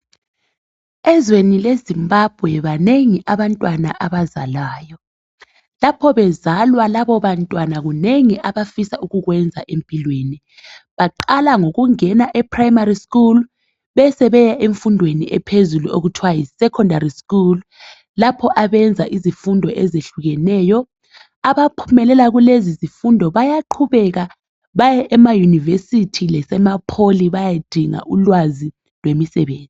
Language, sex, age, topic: North Ndebele, female, 25-35, education